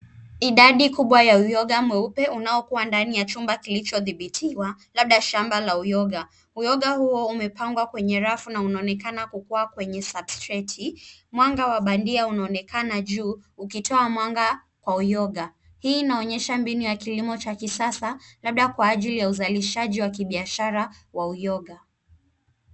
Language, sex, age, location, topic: Swahili, female, 18-24, Nairobi, agriculture